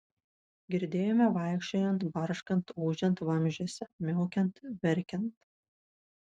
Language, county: Lithuanian, Vilnius